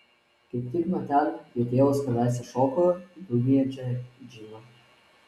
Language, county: Lithuanian, Vilnius